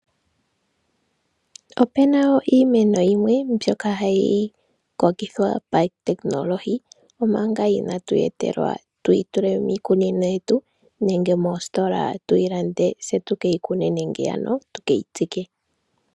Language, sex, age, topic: Oshiwambo, female, 25-35, agriculture